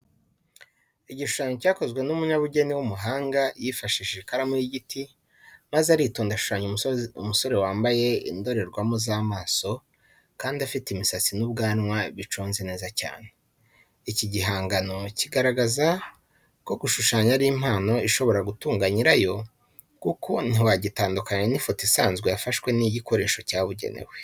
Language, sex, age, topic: Kinyarwanda, male, 25-35, education